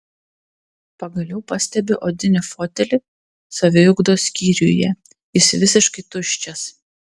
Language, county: Lithuanian, Panevėžys